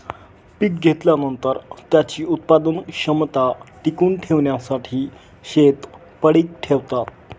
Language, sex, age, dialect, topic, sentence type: Marathi, male, 25-30, Northern Konkan, agriculture, statement